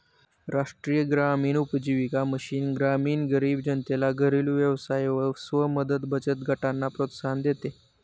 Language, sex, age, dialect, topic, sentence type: Marathi, male, 18-24, Standard Marathi, banking, statement